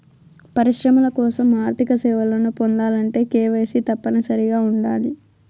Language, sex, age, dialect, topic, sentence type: Telugu, female, 18-24, Southern, banking, statement